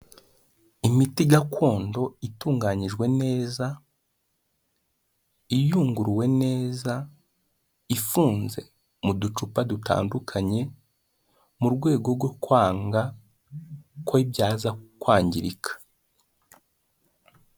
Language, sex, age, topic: Kinyarwanda, male, 18-24, health